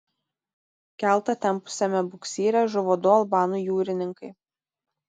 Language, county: Lithuanian, Tauragė